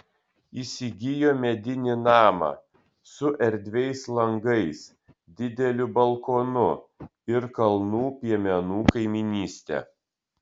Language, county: Lithuanian, Kaunas